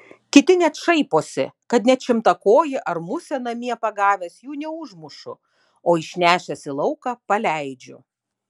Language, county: Lithuanian, Panevėžys